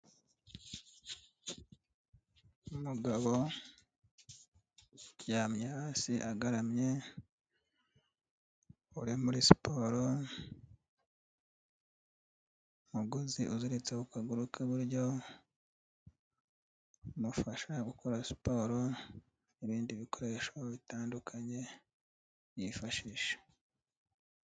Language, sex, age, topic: Kinyarwanda, male, 36-49, health